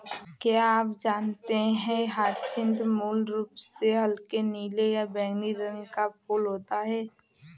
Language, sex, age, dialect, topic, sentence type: Hindi, female, 18-24, Awadhi Bundeli, agriculture, statement